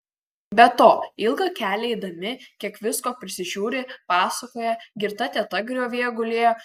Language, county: Lithuanian, Kaunas